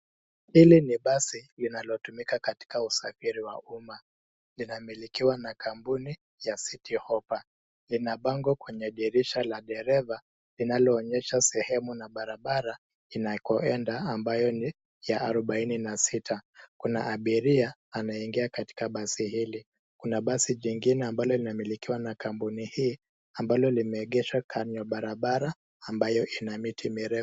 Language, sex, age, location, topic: Swahili, male, 25-35, Nairobi, government